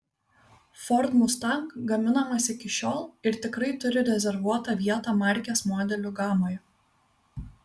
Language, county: Lithuanian, Vilnius